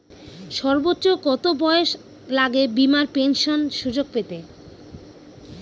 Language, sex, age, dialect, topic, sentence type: Bengali, female, 25-30, Northern/Varendri, banking, question